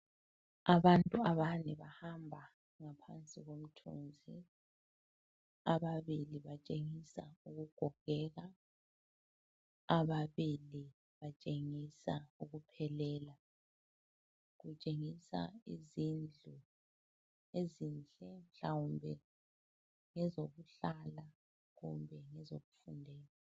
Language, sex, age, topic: North Ndebele, female, 36-49, education